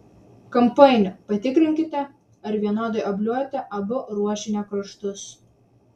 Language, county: Lithuanian, Vilnius